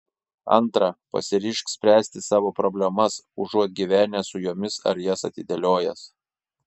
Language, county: Lithuanian, Šiauliai